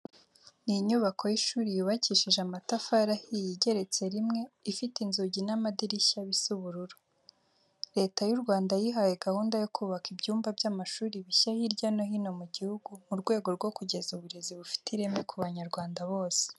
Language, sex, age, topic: Kinyarwanda, female, 18-24, education